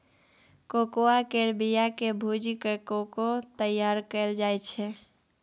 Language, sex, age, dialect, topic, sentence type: Maithili, male, 36-40, Bajjika, agriculture, statement